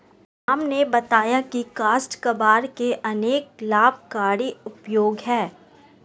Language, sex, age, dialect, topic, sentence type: Hindi, female, 18-24, Marwari Dhudhari, agriculture, statement